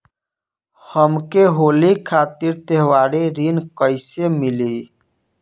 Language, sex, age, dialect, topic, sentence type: Bhojpuri, male, 25-30, Southern / Standard, banking, question